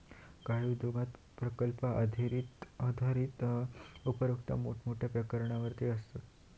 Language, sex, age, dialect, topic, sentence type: Marathi, male, 18-24, Southern Konkan, banking, statement